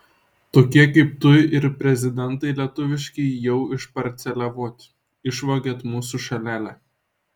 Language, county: Lithuanian, Šiauliai